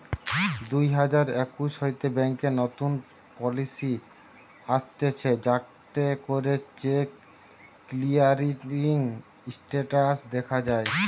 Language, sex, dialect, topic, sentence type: Bengali, male, Western, banking, statement